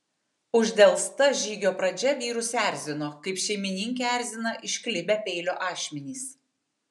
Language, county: Lithuanian, Tauragė